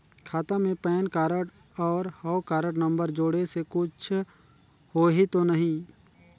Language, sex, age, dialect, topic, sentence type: Chhattisgarhi, male, 31-35, Northern/Bhandar, banking, question